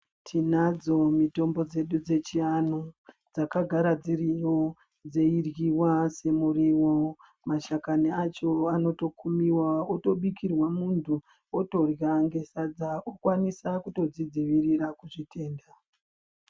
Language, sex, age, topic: Ndau, female, 36-49, health